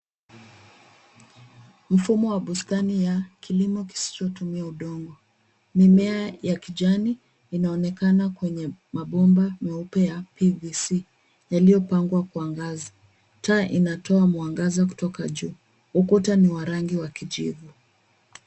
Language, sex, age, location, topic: Swahili, female, 25-35, Nairobi, agriculture